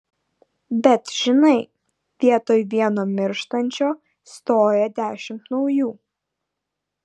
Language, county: Lithuanian, Vilnius